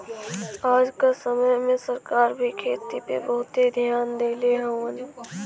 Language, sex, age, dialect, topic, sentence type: Bhojpuri, female, 18-24, Western, agriculture, statement